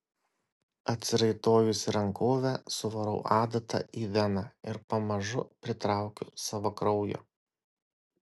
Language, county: Lithuanian, Kaunas